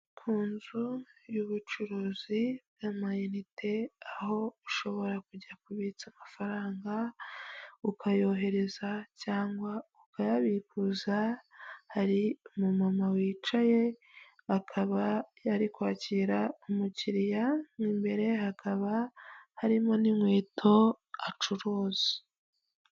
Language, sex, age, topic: Kinyarwanda, female, 25-35, finance